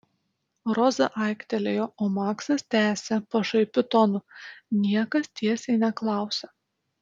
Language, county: Lithuanian, Utena